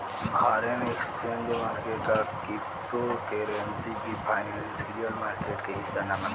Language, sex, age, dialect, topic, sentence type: Bhojpuri, male, <18, Southern / Standard, banking, statement